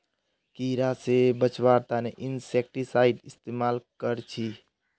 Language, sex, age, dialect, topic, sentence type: Magahi, male, 25-30, Northeastern/Surjapuri, agriculture, statement